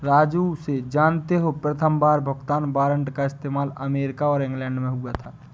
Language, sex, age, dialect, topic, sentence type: Hindi, male, 25-30, Awadhi Bundeli, banking, statement